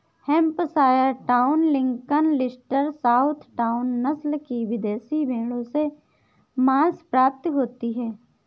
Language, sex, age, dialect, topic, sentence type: Hindi, female, 51-55, Awadhi Bundeli, agriculture, statement